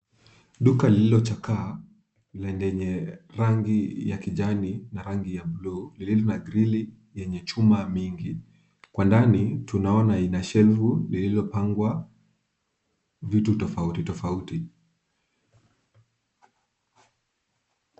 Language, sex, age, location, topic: Swahili, male, 25-35, Kisumu, finance